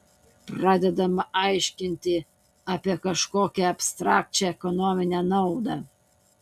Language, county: Lithuanian, Utena